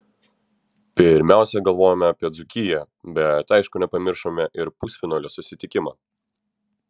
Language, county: Lithuanian, Vilnius